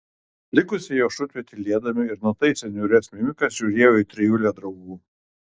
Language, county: Lithuanian, Kaunas